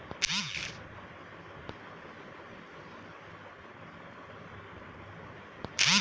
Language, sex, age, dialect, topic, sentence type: Bhojpuri, male, 36-40, Northern, agriculture, question